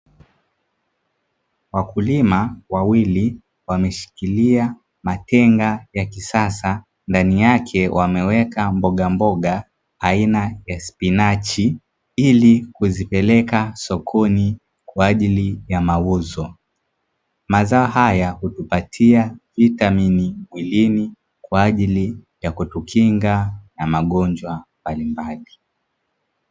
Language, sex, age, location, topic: Swahili, male, 25-35, Dar es Salaam, agriculture